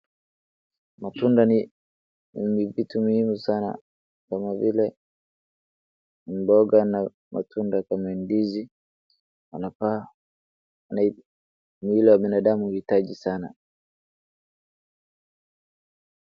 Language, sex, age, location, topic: Swahili, male, 18-24, Wajir, agriculture